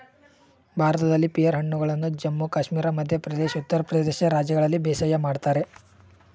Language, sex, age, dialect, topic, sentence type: Kannada, male, 18-24, Mysore Kannada, agriculture, statement